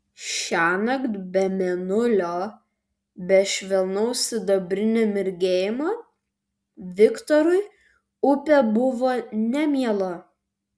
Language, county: Lithuanian, Vilnius